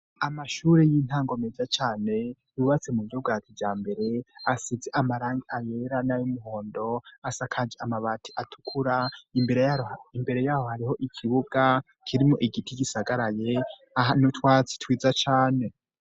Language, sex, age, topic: Rundi, male, 18-24, education